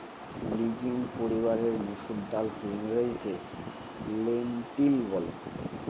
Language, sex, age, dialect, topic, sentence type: Bengali, male, 18-24, Northern/Varendri, agriculture, statement